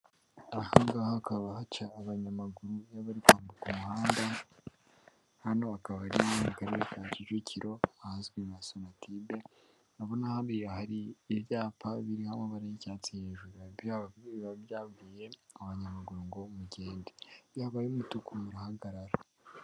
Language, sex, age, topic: Kinyarwanda, male, 18-24, government